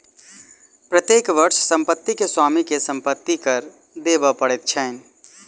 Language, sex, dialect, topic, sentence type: Maithili, male, Southern/Standard, banking, statement